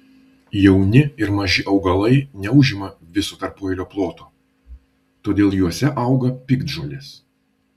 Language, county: Lithuanian, Vilnius